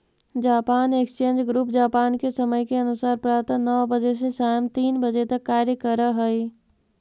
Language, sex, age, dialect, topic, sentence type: Magahi, female, 41-45, Central/Standard, banking, statement